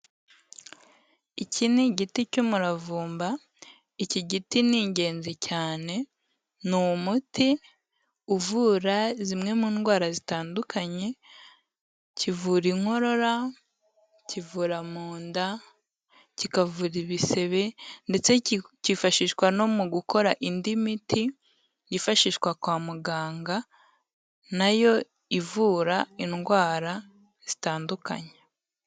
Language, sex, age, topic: Kinyarwanda, female, 18-24, health